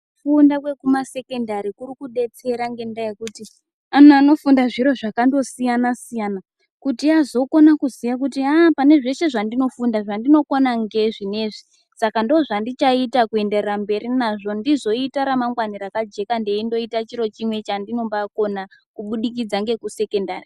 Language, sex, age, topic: Ndau, female, 18-24, education